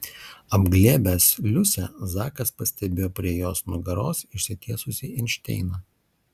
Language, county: Lithuanian, Alytus